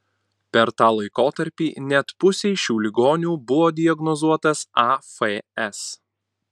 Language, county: Lithuanian, Panevėžys